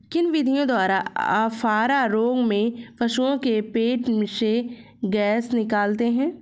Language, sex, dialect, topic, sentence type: Hindi, female, Hindustani Malvi Khadi Boli, agriculture, question